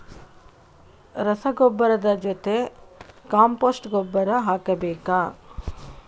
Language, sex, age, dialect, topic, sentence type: Kannada, female, 18-24, Coastal/Dakshin, agriculture, question